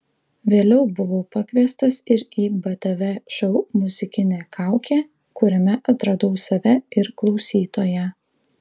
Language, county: Lithuanian, Klaipėda